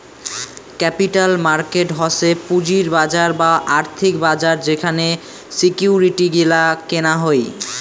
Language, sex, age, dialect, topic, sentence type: Bengali, male, 18-24, Rajbangshi, banking, statement